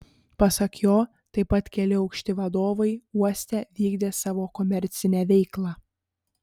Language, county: Lithuanian, Panevėžys